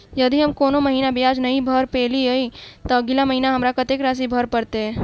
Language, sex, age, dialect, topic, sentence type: Maithili, female, 18-24, Southern/Standard, banking, question